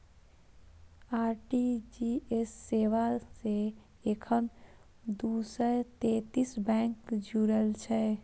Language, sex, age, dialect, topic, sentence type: Maithili, female, 25-30, Eastern / Thethi, banking, statement